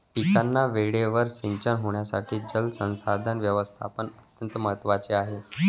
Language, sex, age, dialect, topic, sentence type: Marathi, male, 25-30, Varhadi, agriculture, statement